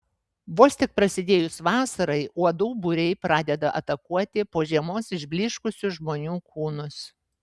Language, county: Lithuanian, Vilnius